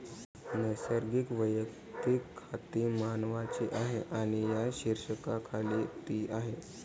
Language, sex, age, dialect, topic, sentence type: Marathi, male, 18-24, Varhadi, banking, statement